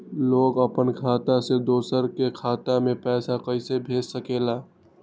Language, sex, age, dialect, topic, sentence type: Magahi, male, 18-24, Western, banking, question